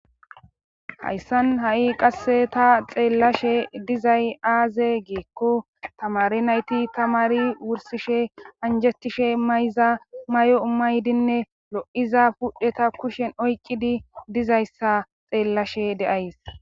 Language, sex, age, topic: Gamo, female, 18-24, government